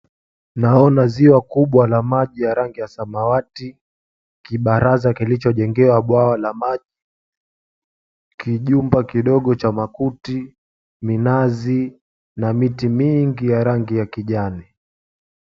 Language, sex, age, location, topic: Swahili, male, 18-24, Mombasa, government